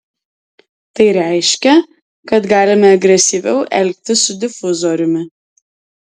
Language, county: Lithuanian, Alytus